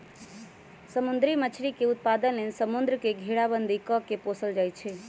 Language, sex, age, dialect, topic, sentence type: Magahi, female, 18-24, Western, agriculture, statement